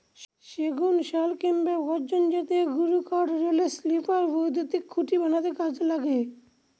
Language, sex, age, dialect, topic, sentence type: Bengali, male, 46-50, Northern/Varendri, agriculture, statement